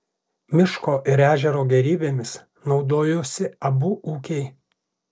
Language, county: Lithuanian, Alytus